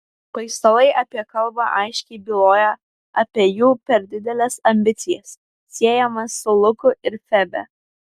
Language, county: Lithuanian, Vilnius